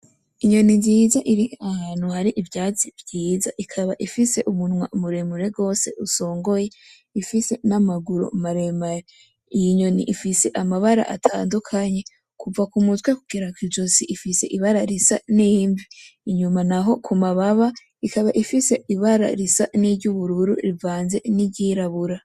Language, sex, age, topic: Rundi, female, 18-24, agriculture